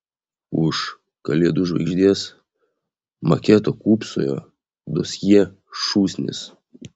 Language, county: Lithuanian, Vilnius